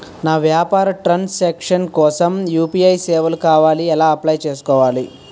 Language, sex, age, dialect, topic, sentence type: Telugu, male, 18-24, Utterandhra, banking, question